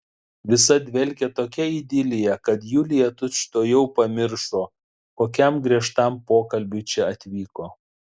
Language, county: Lithuanian, Šiauliai